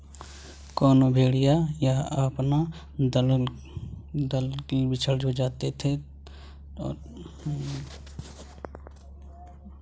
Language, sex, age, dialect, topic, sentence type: Chhattisgarhi, male, 25-30, Western/Budati/Khatahi, agriculture, statement